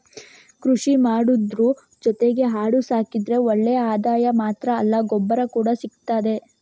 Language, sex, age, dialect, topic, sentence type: Kannada, female, 51-55, Coastal/Dakshin, agriculture, statement